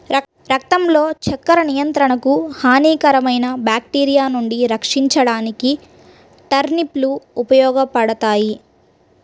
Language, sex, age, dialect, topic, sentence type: Telugu, female, 31-35, Central/Coastal, agriculture, statement